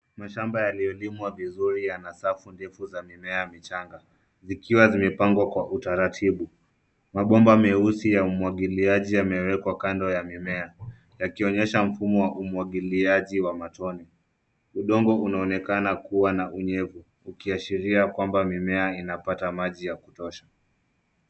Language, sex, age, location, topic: Swahili, male, 18-24, Nairobi, agriculture